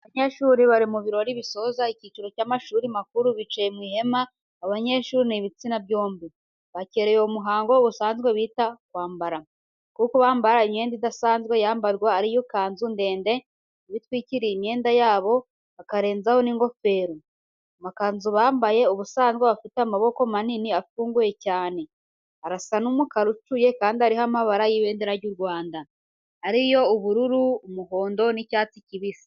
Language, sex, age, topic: Kinyarwanda, female, 18-24, education